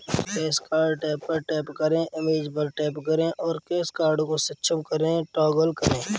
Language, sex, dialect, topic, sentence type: Hindi, male, Kanauji Braj Bhasha, banking, statement